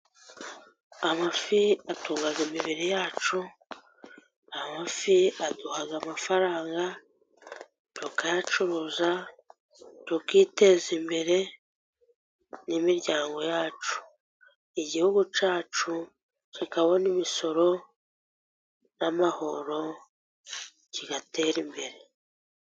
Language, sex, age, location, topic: Kinyarwanda, female, 36-49, Musanze, agriculture